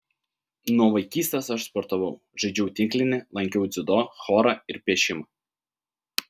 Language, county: Lithuanian, Vilnius